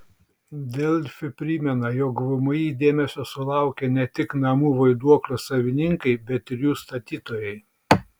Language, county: Lithuanian, Šiauliai